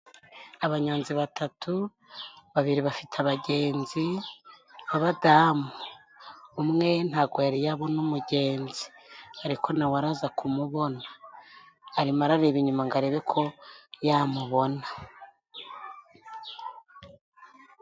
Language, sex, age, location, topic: Kinyarwanda, female, 25-35, Musanze, government